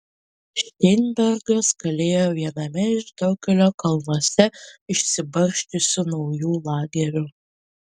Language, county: Lithuanian, Panevėžys